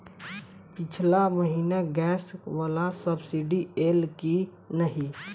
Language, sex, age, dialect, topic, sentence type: Maithili, female, 18-24, Southern/Standard, banking, question